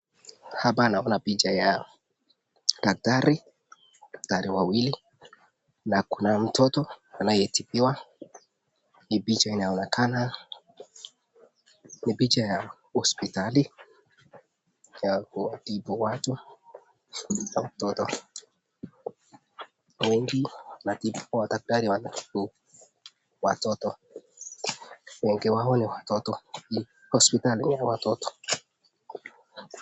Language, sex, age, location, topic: Swahili, male, 18-24, Nakuru, health